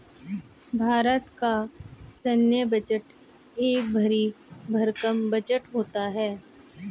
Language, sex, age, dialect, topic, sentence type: Hindi, male, 25-30, Hindustani Malvi Khadi Boli, banking, statement